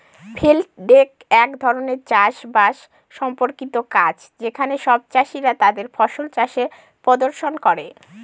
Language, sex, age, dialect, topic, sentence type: Bengali, female, 18-24, Northern/Varendri, agriculture, statement